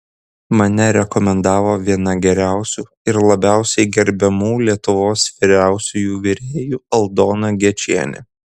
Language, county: Lithuanian, Kaunas